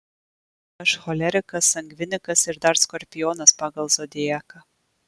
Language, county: Lithuanian, Marijampolė